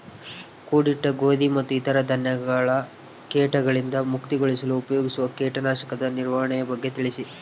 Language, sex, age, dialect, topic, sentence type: Kannada, male, 18-24, Central, agriculture, question